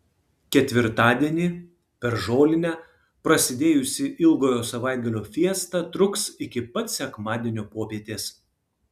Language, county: Lithuanian, Kaunas